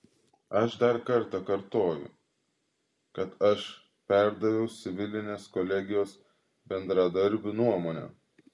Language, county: Lithuanian, Klaipėda